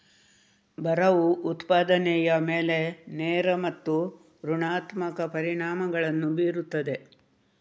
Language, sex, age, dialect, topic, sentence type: Kannada, female, 36-40, Coastal/Dakshin, agriculture, statement